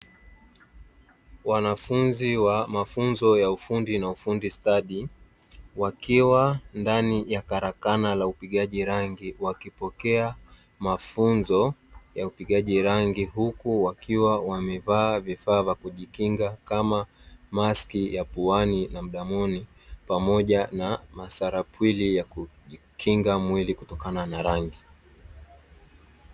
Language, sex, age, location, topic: Swahili, male, 18-24, Dar es Salaam, education